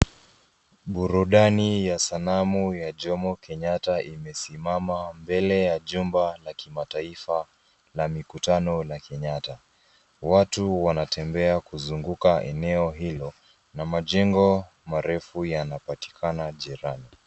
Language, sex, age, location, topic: Swahili, female, 18-24, Nairobi, government